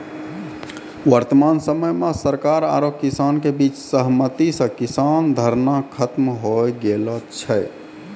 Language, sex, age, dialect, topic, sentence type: Maithili, male, 31-35, Angika, agriculture, statement